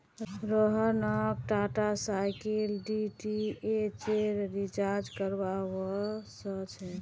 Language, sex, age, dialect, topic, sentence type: Magahi, female, 18-24, Northeastern/Surjapuri, banking, statement